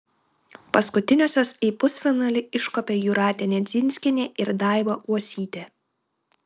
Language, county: Lithuanian, Kaunas